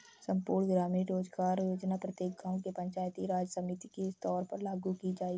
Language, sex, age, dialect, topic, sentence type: Hindi, female, 60-100, Kanauji Braj Bhasha, banking, statement